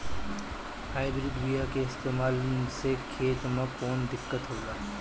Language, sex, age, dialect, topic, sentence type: Bhojpuri, male, 25-30, Northern, agriculture, question